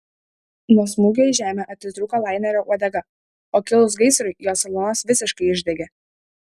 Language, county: Lithuanian, Šiauliai